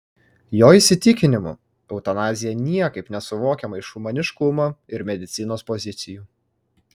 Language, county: Lithuanian, Kaunas